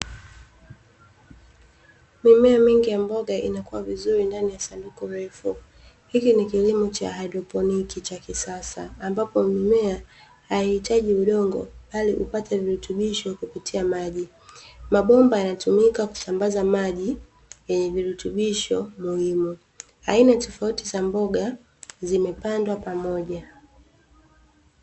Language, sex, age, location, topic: Swahili, female, 25-35, Dar es Salaam, agriculture